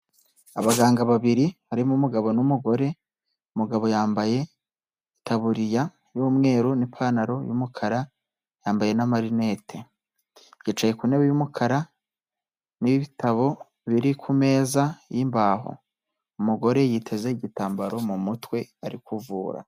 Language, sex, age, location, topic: Kinyarwanda, male, 18-24, Nyagatare, health